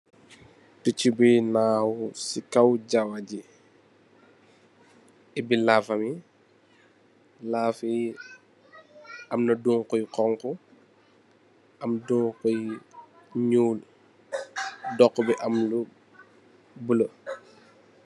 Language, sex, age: Wolof, male, 25-35